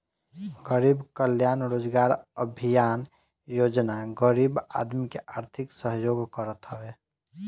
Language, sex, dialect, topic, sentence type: Bhojpuri, male, Northern, banking, statement